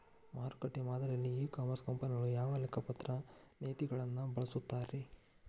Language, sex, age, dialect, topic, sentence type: Kannada, male, 41-45, Dharwad Kannada, agriculture, question